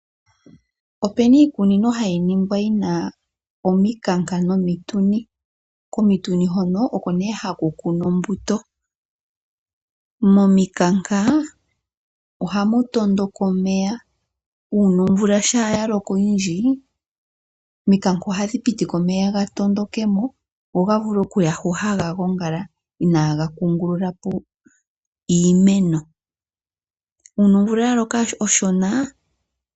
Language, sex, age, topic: Oshiwambo, female, 25-35, agriculture